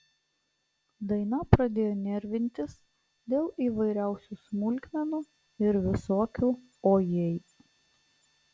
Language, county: Lithuanian, Klaipėda